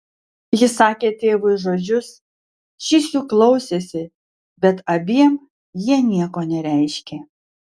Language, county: Lithuanian, Vilnius